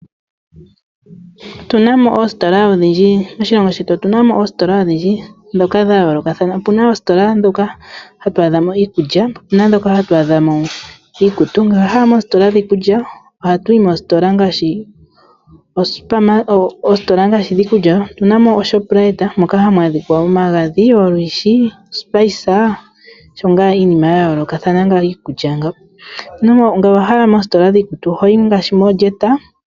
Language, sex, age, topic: Oshiwambo, female, 25-35, finance